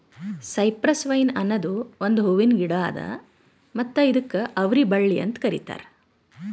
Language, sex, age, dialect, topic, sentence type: Kannada, female, 36-40, Northeastern, agriculture, statement